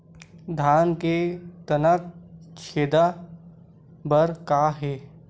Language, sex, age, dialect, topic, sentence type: Chhattisgarhi, male, 18-24, Western/Budati/Khatahi, agriculture, question